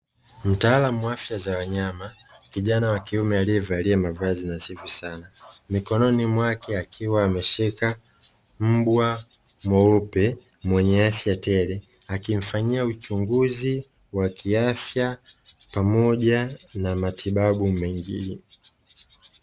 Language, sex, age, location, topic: Swahili, male, 25-35, Dar es Salaam, agriculture